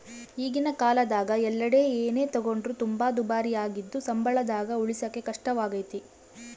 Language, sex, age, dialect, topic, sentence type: Kannada, female, 18-24, Central, banking, statement